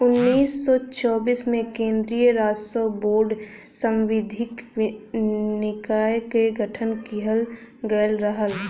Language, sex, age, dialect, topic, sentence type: Bhojpuri, female, 25-30, Western, banking, statement